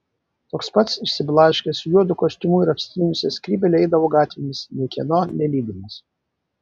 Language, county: Lithuanian, Vilnius